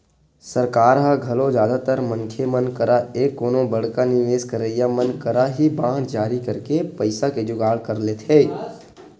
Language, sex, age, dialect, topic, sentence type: Chhattisgarhi, male, 18-24, Western/Budati/Khatahi, banking, statement